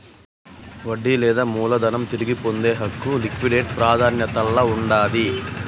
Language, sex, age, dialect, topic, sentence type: Telugu, male, 25-30, Southern, banking, statement